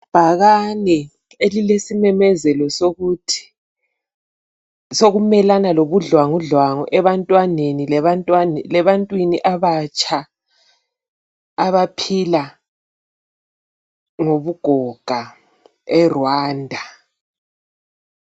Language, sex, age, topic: North Ndebele, female, 36-49, health